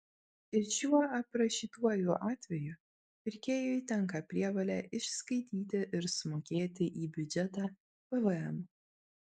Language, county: Lithuanian, Vilnius